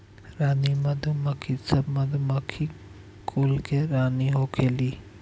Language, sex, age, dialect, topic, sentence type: Bhojpuri, male, 60-100, Northern, agriculture, statement